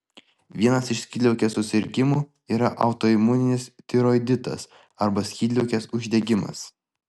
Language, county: Lithuanian, Vilnius